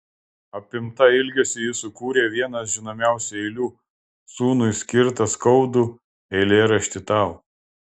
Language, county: Lithuanian, Klaipėda